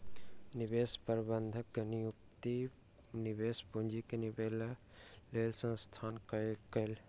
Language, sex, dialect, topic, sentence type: Maithili, male, Southern/Standard, banking, statement